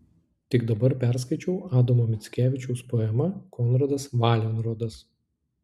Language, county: Lithuanian, Klaipėda